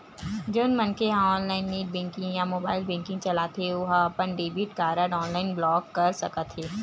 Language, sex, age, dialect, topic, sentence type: Chhattisgarhi, female, 18-24, Western/Budati/Khatahi, banking, statement